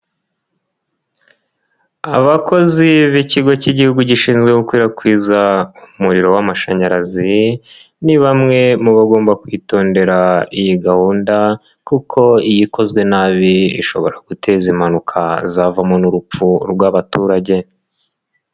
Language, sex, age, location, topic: Kinyarwanda, male, 18-24, Nyagatare, government